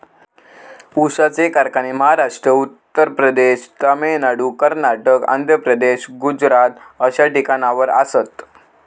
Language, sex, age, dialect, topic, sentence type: Marathi, male, 18-24, Southern Konkan, agriculture, statement